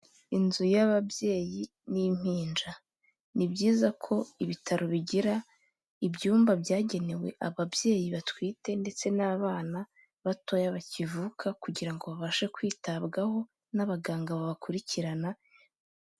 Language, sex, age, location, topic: Kinyarwanda, female, 18-24, Kigali, health